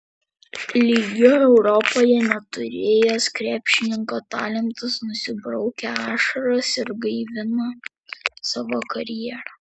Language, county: Lithuanian, Vilnius